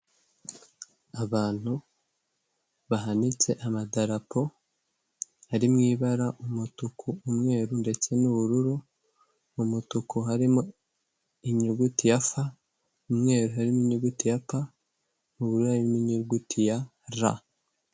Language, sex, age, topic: Kinyarwanda, male, 18-24, government